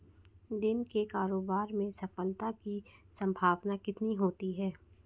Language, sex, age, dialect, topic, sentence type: Hindi, female, 56-60, Marwari Dhudhari, banking, statement